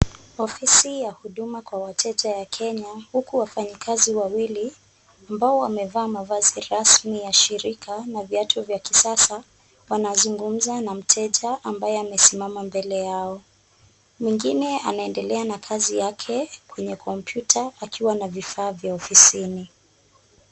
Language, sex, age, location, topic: Swahili, female, 25-35, Kisumu, government